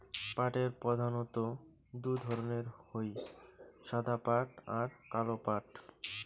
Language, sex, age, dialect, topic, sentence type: Bengali, male, 25-30, Rajbangshi, agriculture, statement